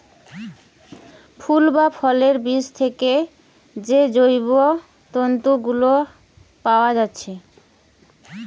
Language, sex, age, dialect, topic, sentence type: Bengali, female, 25-30, Western, agriculture, statement